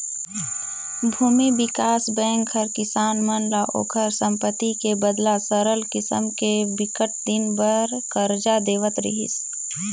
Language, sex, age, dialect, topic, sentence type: Chhattisgarhi, female, 18-24, Northern/Bhandar, banking, statement